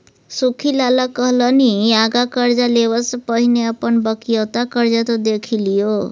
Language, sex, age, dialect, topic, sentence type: Maithili, female, 36-40, Bajjika, banking, statement